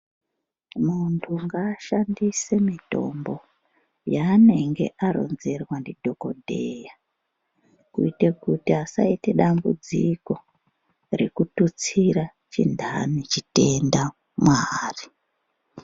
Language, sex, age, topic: Ndau, male, 36-49, health